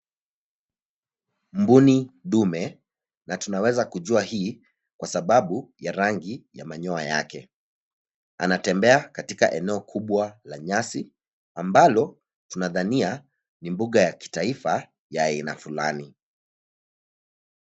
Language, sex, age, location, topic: Swahili, male, 25-35, Nairobi, government